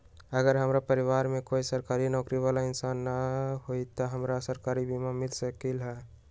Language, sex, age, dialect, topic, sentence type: Magahi, male, 18-24, Western, agriculture, question